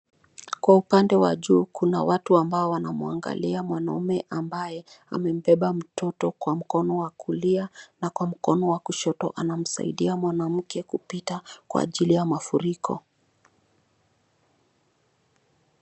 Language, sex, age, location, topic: Swahili, female, 25-35, Nairobi, health